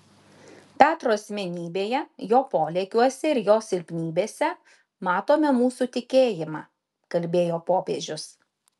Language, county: Lithuanian, Šiauliai